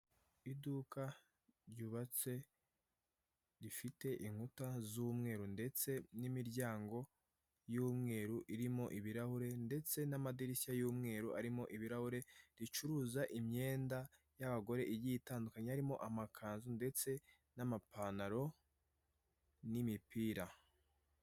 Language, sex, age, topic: Kinyarwanda, male, 18-24, finance